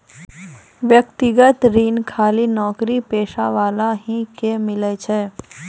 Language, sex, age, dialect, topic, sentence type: Maithili, female, 18-24, Angika, banking, question